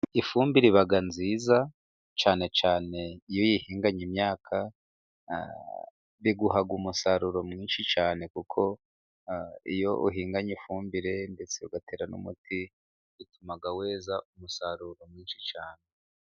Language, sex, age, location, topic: Kinyarwanda, male, 36-49, Musanze, agriculture